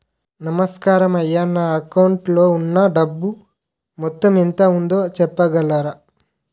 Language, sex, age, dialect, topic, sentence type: Telugu, male, 18-24, Utterandhra, banking, question